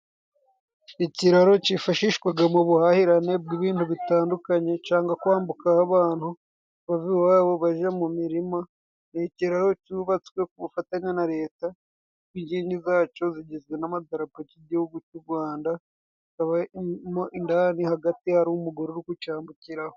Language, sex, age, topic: Kinyarwanda, male, 18-24, government